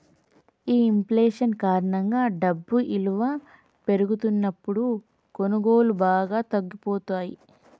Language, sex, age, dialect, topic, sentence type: Telugu, female, 25-30, Telangana, banking, statement